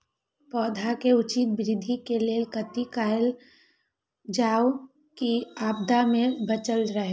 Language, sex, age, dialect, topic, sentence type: Maithili, female, 31-35, Eastern / Thethi, agriculture, question